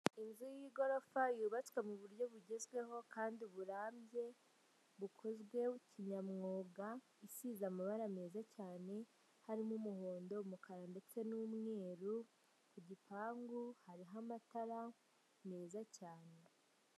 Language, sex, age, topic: Kinyarwanda, female, 50+, government